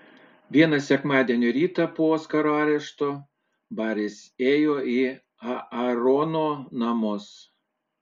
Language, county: Lithuanian, Panevėžys